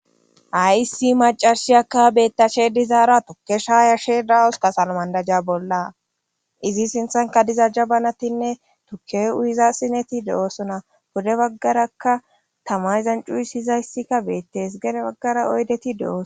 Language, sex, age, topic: Gamo, female, 25-35, government